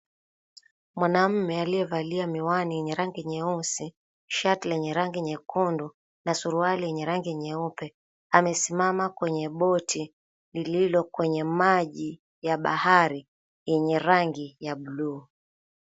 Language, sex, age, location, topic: Swahili, female, 25-35, Mombasa, government